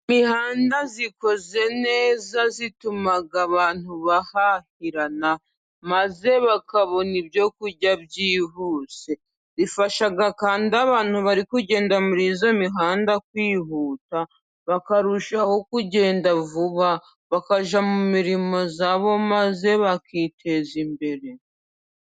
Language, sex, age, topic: Kinyarwanda, female, 25-35, government